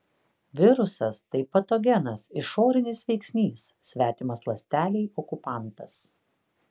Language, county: Lithuanian, Kaunas